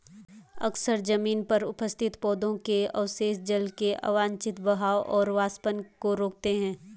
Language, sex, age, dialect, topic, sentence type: Hindi, female, 18-24, Garhwali, agriculture, statement